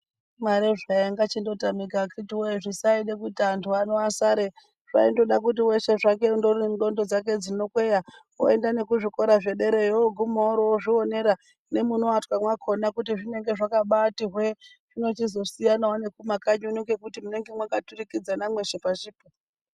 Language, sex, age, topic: Ndau, male, 18-24, education